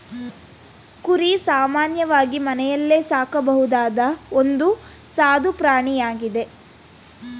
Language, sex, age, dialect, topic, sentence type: Kannada, female, 18-24, Mysore Kannada, agriculture, statement